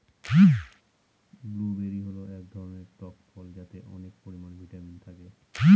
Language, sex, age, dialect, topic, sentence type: Bengali, male, 31-35, Northern/Varendri, agriculture, statement